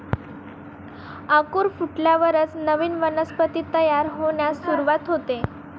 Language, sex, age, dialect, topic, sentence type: Marathi, female, 18-24, Northern Konkan, agriculture, statement